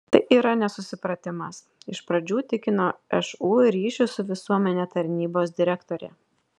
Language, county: Lithuanian, Klaipėda